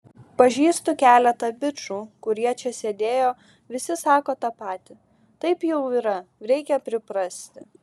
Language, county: Lithuanian, Šiauliai